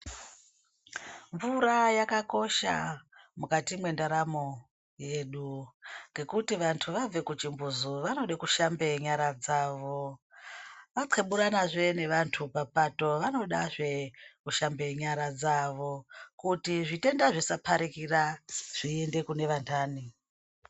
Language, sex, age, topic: Ndau, female, 36-49, health